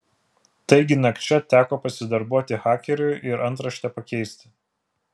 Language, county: Lithuanian, Vilnius